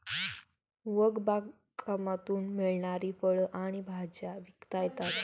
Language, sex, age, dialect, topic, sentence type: Marathi, female, 18-24, Standard Marathi, agriculture, statement